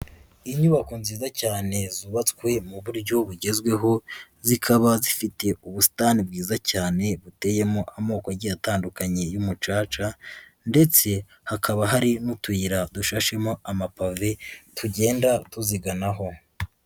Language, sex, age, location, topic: Kinyarwanda, female, 25-35, Huye, education